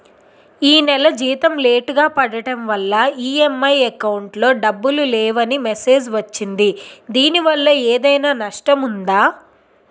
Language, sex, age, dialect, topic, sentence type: Telugu, female, 56-60, Utterandhra, banking, question